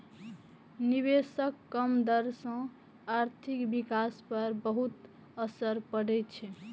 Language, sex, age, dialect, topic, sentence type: Maithili, female, 18-24, Eastern / Thethi, banking, statement